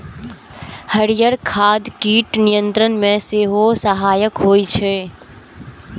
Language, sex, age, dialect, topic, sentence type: Maithili, female, 18-24, Eastern / Thethi, agriculture, statement